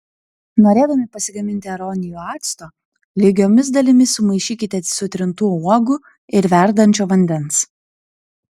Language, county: Lithuanian, Panevėžys